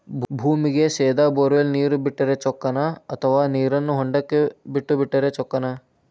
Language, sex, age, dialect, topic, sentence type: Kannada, male, 18-24, Dharwad Kannada, agriculture, question